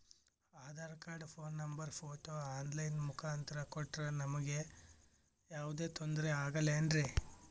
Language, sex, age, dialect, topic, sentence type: Kannada, male, 18-24, Northeastern, banking, question